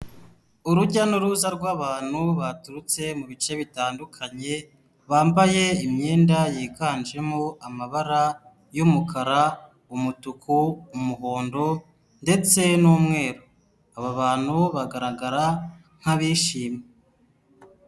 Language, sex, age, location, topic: Kinyarwanda, male, 18-24, Huye, health